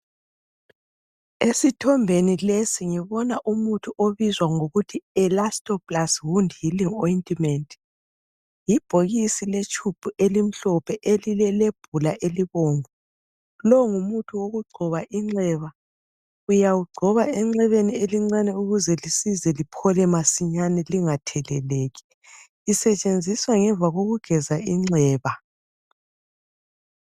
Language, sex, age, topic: North Ndebele, female, 36-49, health